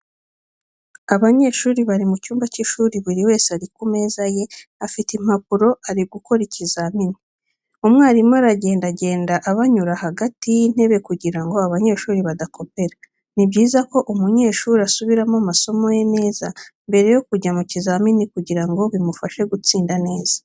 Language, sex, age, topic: Kinyarwanda, female, 36-49, education